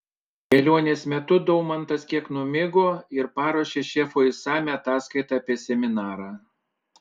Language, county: Lithuanian, Panevėžys